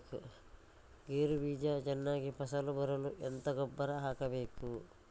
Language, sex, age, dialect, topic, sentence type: Kannada, female, 51-55, Coastal/Dakshin, agriculture, question